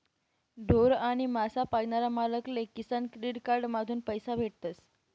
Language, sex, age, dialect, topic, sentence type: Marathi, female, 18-24, Northern Konkan, agriculture, statement